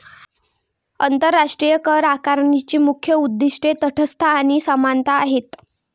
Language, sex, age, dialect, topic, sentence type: Marathi, female, 18-24, Varhadi, banking, statement